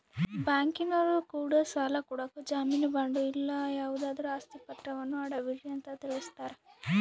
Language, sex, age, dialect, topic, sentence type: Kannada, female, 18-24, Central, banking, statement